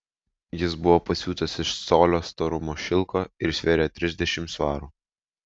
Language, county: Lithuanian, Vilnius